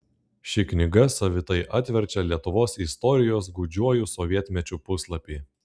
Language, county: Lithuanian, Klaipėda